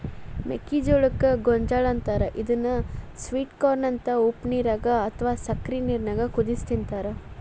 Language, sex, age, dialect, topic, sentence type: Kannada, female, 41-45, Dharwad Kannada, agriculture, statement